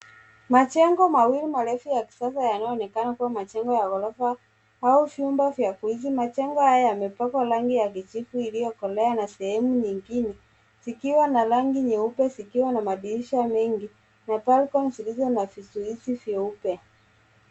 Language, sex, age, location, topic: Swahili, male, 25-35, Nairobi, finance